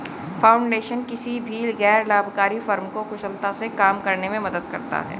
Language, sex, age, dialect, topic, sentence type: Hindi, female, 41-45, Hindustani Malvi Khadi Boli, banking, statement